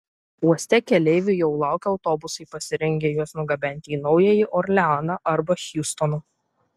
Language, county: Lithuanian, Vilnius